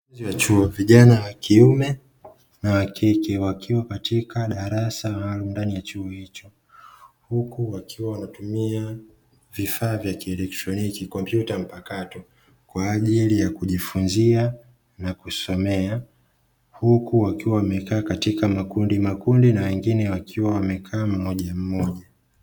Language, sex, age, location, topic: Swahili, male, 25-35, Dar es Salaam, education